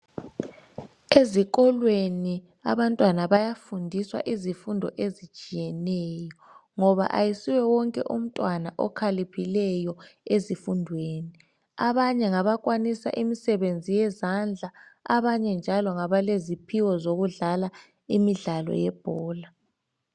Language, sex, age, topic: North Ndebele, male, 36-49, education